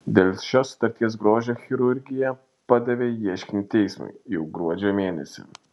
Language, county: Lithuanian, Šiauliai